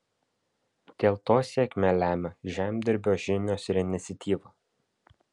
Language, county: Lithuanian, Vilnius